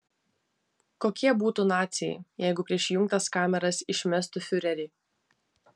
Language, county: Lithuanian, Vilnius